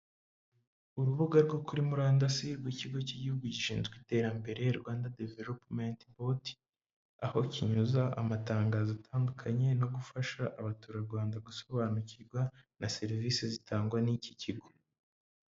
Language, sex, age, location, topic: Kinyarwanda, male, 18-24, Huye, government